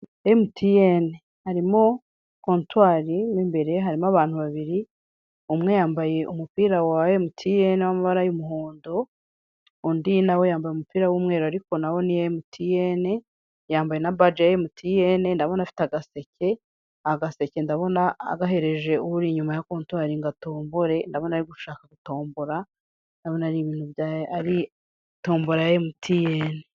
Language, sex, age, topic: Kinyarwanda, female, 36-49, finance